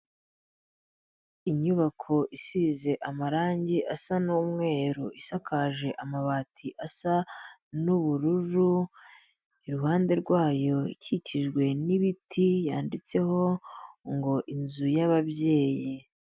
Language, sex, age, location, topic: Kinyarwanda, female, 18-24, Kigali, health